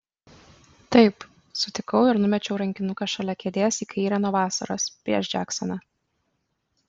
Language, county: Lithuanian, Kaunas